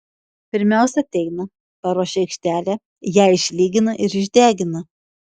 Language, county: Lithuanian, Šiauliai